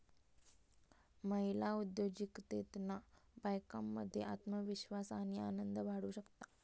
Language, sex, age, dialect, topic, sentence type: Marathi, female, 25-30, Southern Konkan, banking, statement